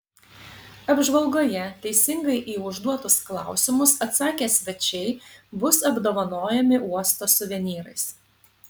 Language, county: Lithuanian, Panevėžys